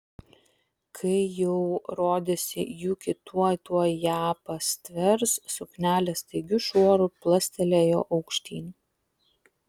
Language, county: Lithuanian, Vilnius